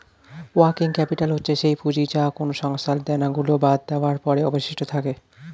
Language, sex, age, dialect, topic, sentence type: Bengali, male, 25-30, Standard Colloquial, banking, statement